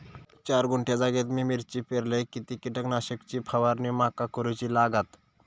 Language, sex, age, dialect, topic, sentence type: Marathi, male, 18-24, Southern Konkan, agriculture, question